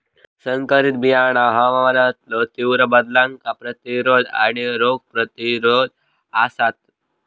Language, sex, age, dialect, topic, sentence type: Marathi, male, 18-24, Southern Konkan, agriculture, statement